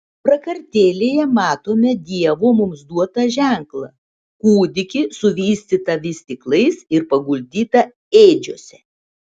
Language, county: Lithuanian, Šiauliai